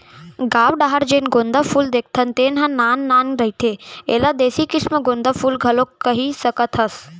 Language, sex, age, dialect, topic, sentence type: Chhattisgarhi, male, 46-50, Central, agriculture, statement